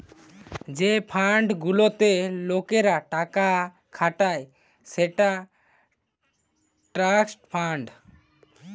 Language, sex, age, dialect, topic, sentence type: Bengali, male, <18, Western, banking, statement